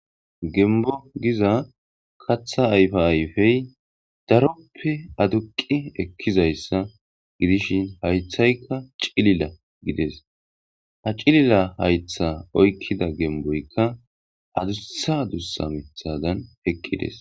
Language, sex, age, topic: Gamo, male, 25-35, agriculture